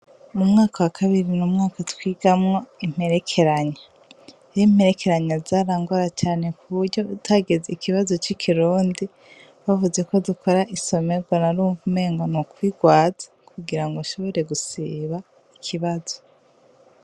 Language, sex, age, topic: Rundi, female, 25-35, education